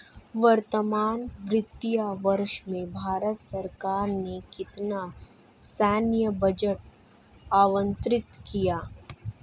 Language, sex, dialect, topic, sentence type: Hindi, female, Marwari Dhudhari, banking, statement